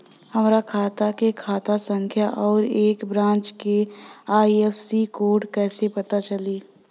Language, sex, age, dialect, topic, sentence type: Bhojpuri, female, 25-30, Southern / Standard, banking, question